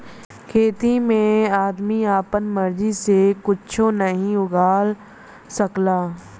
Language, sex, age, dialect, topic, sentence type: Bhojpuri, female, 25-30, Western, agriculture, statement